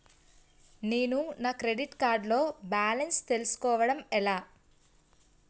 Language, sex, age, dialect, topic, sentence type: Telugu, female, 18-24, Utterandhra, banking, question